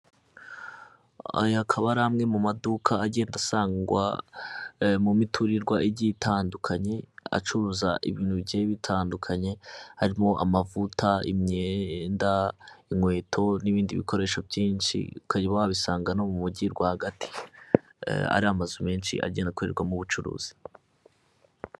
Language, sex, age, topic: Kinyarwanda, male, 25-35, finance